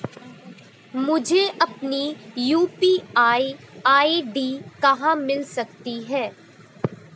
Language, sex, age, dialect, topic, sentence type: Hindi, female, 18-24, Marwari Dhudhari, banking, question